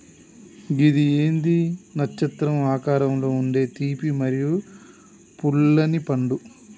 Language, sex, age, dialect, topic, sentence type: Telugu, male, 31-35, Telangana, agriculture, statement